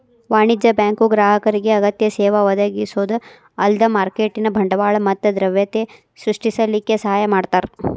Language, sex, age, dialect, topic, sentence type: Kannada, female, 25-30, Dharwad Kannada, banking, statement